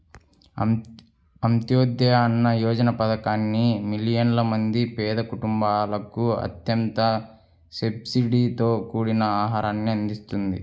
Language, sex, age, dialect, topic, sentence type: Telugu, male, 18-24, Central/Coastal, agriculture, statement